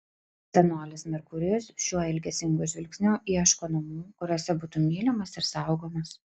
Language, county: Lithuanian, Klaipėda